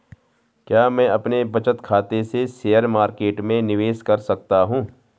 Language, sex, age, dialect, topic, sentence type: Hindi, male, 36-40, Garhwali, banking, question